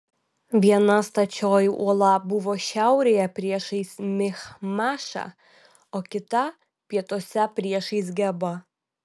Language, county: Lithuanian, Vilnius